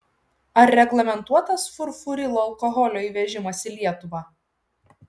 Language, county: Lithuanian, Šiauliai